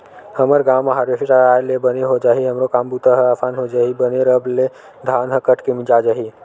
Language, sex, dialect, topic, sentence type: Chhattisgarhi, male, Western/Budati/Khatahi, agriculture, statement